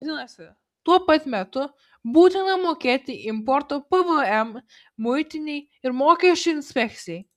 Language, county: Lithuanian, Kaunas